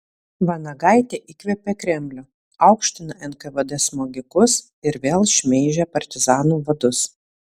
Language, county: Lithuanian, Vilnius